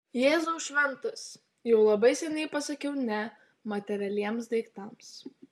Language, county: Lithuanian, Utena